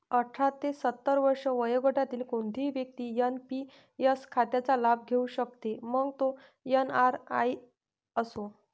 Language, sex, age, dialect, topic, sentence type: Marathi, female, 25-30, Varhadi, banking, statement